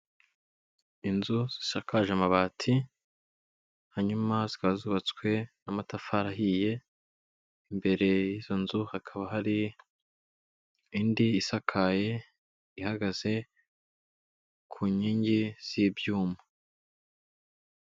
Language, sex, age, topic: Kinyarwanda, male, 18-24, government